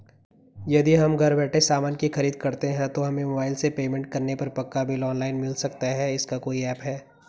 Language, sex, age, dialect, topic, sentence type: Hindi, male, 18-24, Garhwali, banking, question